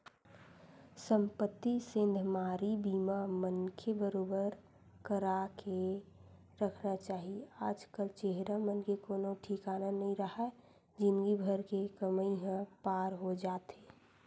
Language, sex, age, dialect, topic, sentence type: Chhattisgarhi, female, 18-24, Western/Budati/Khatahi, banking, statement